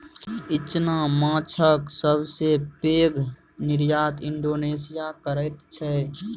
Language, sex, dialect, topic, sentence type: Maithili, male, Bajjika, agriculture, statement